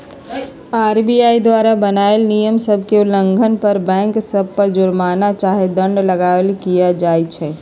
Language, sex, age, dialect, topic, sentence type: Magahi, female, 51-55, Western, banking, statement